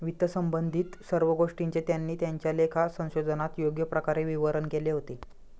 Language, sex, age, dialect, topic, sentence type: Marathi, male, 25-30, Standard Marathi, banking, statement